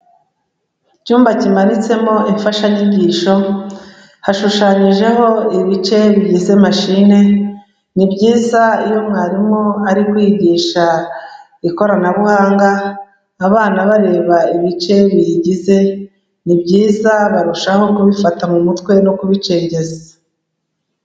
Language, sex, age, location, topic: Kinyarwanda, female, 36-49, Kigali, education